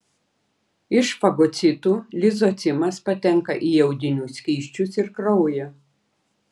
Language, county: Lithuanian, Klaipėda